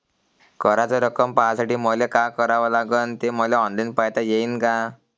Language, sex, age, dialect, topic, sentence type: Marathi, male, 18-24, Varhadi, banking, question